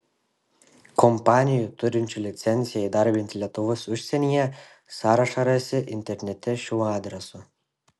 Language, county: Lithuanian, Šiauliai